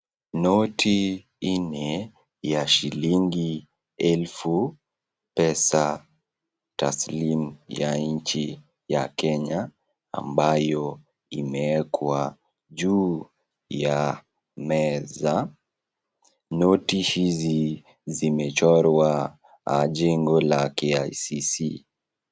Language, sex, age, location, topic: Swahili, male, 18-24, Nakuru, finance